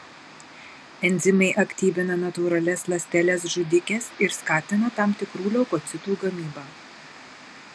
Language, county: Lithuanian, Marijampolė